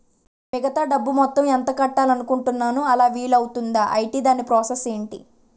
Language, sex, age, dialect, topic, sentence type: Telugu, female, 18-24, Utterandhra, banking, question